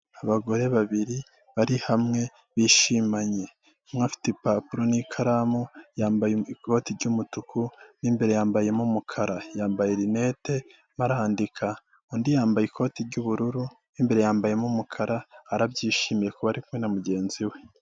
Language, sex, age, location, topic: Kinyarwanda, male, 25-35, Kigali, health